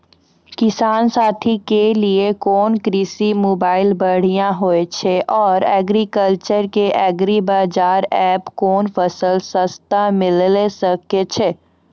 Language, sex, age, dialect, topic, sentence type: Maithili, female, 41-45, Angika, agriculture, question